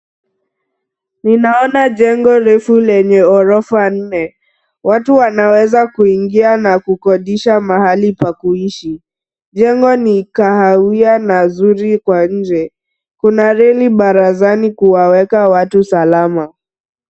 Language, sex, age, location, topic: Swahili, female, 36-49, Nairobi, finance